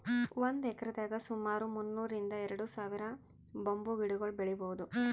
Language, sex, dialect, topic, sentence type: Kannada, female, Northeastern, agriculture, statement